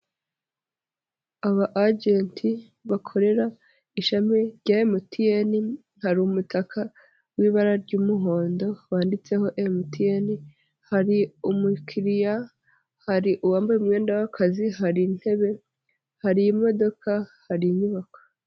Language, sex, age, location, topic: Kinyarwanda, female, 25-35, Nyagatare, finance